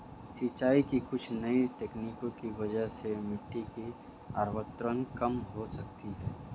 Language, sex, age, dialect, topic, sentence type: Hindi, female, 56-60, Marwari Dhudhari, agriculture, statement